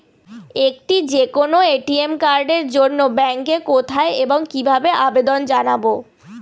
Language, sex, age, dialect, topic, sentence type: Bengali, female, 18-24, Northern/Varendri, banking, question